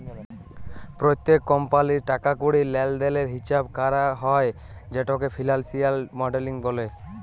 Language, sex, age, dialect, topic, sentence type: Bengali, male, 18-24, Jharkhandi, banking, statement